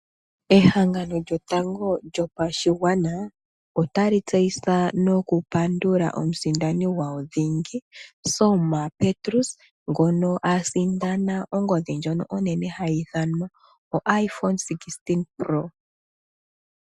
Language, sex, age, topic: Oshiwambo, male, 25-35, finance